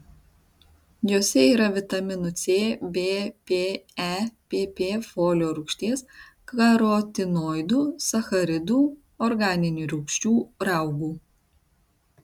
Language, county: Lithuanian, Tauragė